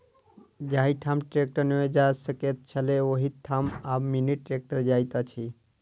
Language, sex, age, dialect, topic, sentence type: Maithili, male, 46-50, Southern/Standard, agriculture, statement